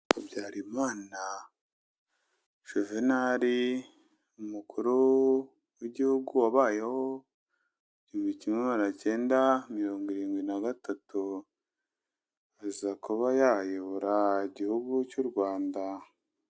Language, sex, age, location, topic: Kinyarwanda, male, 25-35, Kigali, government